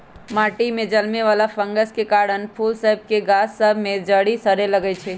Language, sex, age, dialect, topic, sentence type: Magahi, female, 25-30, Western, agriculture, statement